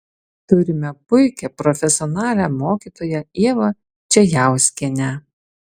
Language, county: Lithuanian, Alytus